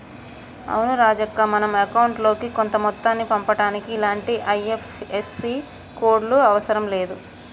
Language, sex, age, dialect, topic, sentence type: Telugu, female, 25-30, Telangana, banking, statement